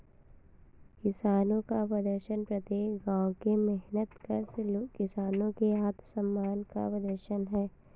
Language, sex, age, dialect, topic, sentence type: Hindi, female, 25-30, Awadhi Bundeli, agriculture, statement